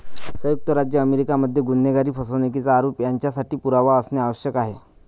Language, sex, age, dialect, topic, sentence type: Marathi, male, 31-35, Northern Konkan, banking, statement